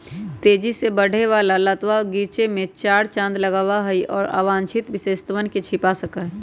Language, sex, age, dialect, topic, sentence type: Magahi, male, 18-24, Western, agriculture, statement